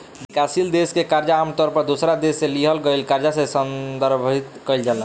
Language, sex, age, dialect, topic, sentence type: Bhojpuri, male, 18-24, Southern / Standard, banking, statement